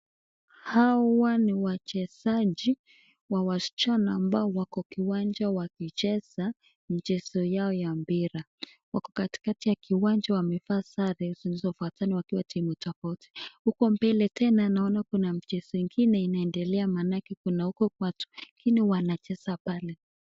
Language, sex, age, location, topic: Swahili, female, 18-24, Nakuru, finance